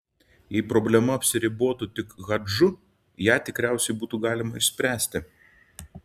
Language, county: Lithuanian, Šiauliai